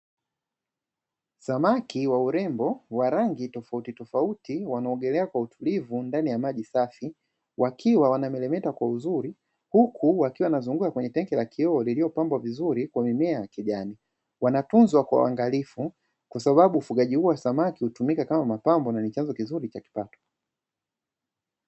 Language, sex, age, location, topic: Swahili, male, 25-35, Dar es Salaam, agriculture